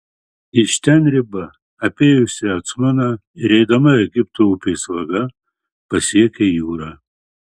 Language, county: Lithuanian, Marijampolė